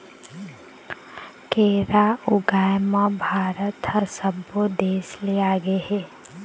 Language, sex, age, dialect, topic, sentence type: Chhattisgarhi, female, 18-24, Eastern, agriculture, statement